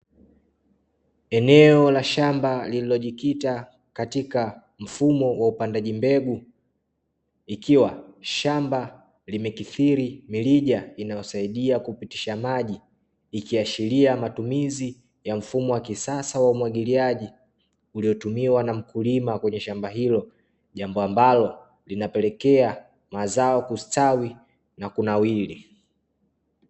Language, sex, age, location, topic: Swahili, male, 25-35, Dar es Salaam, agriculture